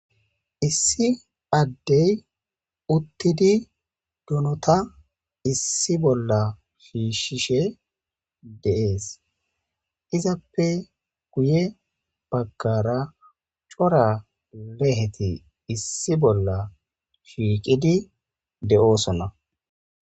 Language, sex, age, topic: Gamo, female, 25-35, agriculture